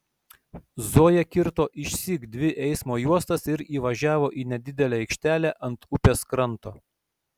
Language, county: Lithuanian, Šiauliai